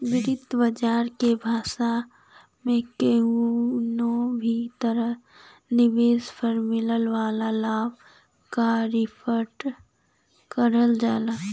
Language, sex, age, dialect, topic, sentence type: Bhojpuri, female, 18-24, Western, banking, statement